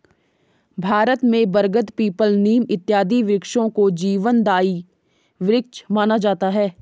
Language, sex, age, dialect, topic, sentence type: Hindi, female, 18-24, Garhwali, agriculture, statement